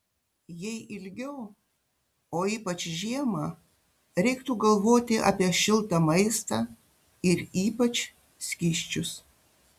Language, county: Lithuanian, Panevėžys